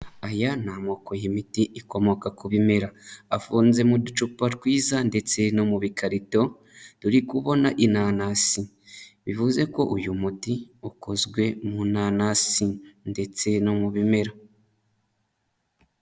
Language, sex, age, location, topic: Kinyarwanda, male, 25-35, Huye, health